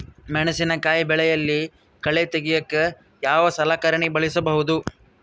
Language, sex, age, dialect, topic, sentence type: Kannada, male, 41-45, Central, agriculture, question